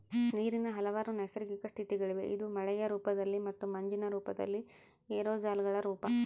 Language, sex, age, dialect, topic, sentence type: Kannada, female, 25-30, Central, agriculture, statement